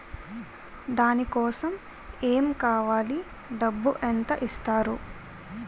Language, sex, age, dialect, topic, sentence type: Telugu, female, 41-45, Utterandhra, banking, question